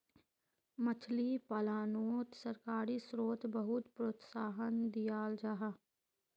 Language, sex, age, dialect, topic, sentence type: Magahi, female, 18-24, Northeastern/Surjapuri, agriculture, statement